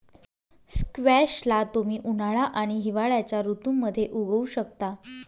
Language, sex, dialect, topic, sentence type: Marathi, female, Northern Konkan, agriculture, statement